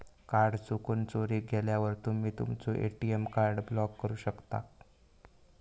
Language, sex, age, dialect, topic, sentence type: Marathi, male, 18-24, Southern Konkan, banking, statement